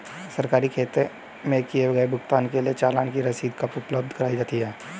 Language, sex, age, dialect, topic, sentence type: Hindi, male, 18-24, Hindustani Malvi Khadi Boli, banking, question